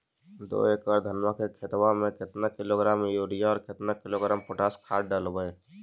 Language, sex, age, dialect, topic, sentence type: Magahi, male, 18-24, Central/Standard, agriculture, question